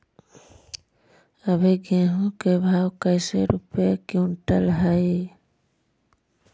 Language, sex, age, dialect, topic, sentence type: Magahi, female, 60-100, Central/Standard, agriculture, question